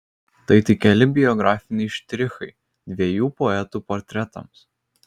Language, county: Lithuanian, Kaunas